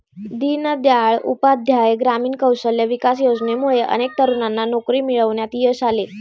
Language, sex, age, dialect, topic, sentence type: Marathi, female, 18-24, Standard Marathi, banking, statement